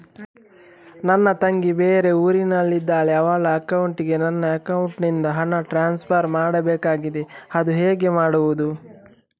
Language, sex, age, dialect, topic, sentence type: Kannada, male, 18-24, Coastal/Dakshin, banking, question